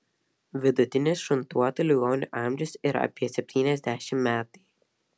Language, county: Lithuanian, Vilnius